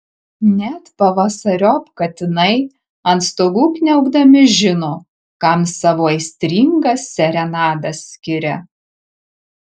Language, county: Lithuanian, Marijampolė